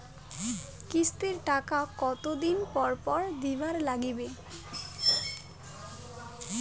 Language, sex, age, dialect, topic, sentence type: Bengali, female, 18-24, Rajbangshi, banking, question